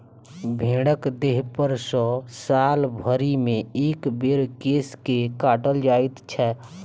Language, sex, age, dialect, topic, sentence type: Maithili, female, 18-24, Southern/Standard, agriculture, statement